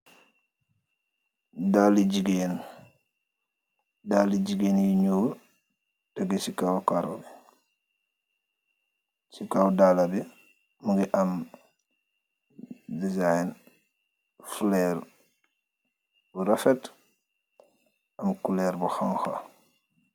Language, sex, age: Wolof, male, 25-35